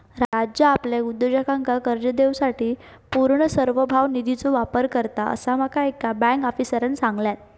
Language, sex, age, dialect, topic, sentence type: Marathi, female, 18-24, Southern Konkan, banking, statement